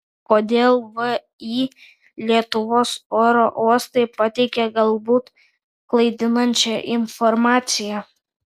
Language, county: Lithuanian, Kaunas